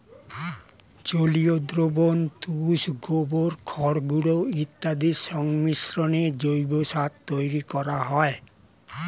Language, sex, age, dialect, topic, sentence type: Bengali, male, 60-100, Standard Colloquial, agriculture, statement